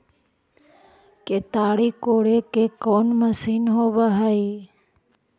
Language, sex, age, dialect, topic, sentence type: Magahi, female, 60-100, Central/Standard, agriculture, question